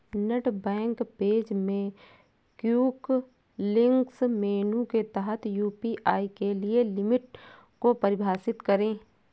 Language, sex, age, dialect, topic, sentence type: Hindi, female, 18-24, Awadhi Bundeli, banking, statement